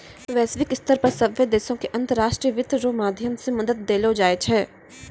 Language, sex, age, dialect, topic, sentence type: Maithili, female, 18-24, Angika, banking, statement